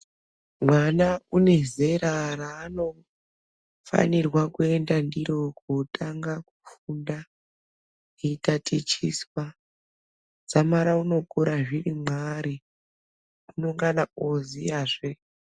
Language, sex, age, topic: Ndau, male, 18-24, education